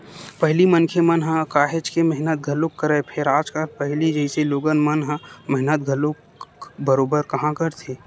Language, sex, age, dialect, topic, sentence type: Chhattisgarhi, male, 18-24, Western/Budati/Khatahi, agriculture, statement